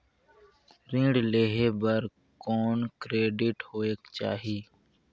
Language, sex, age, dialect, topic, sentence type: Chhattisgarhi, male, 60-100, Northern/Bhandar, banking, question